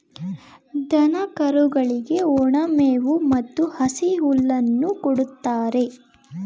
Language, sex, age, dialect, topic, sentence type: Kannada, female, 18-24, Mysore Kannada, agriculture, statement